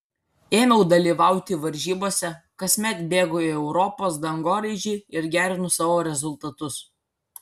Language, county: Lithuanian, Kaunas